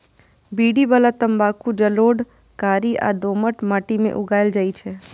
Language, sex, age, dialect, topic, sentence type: Maithili, female, 25-30, Eastern / Thethi, agriculture, statement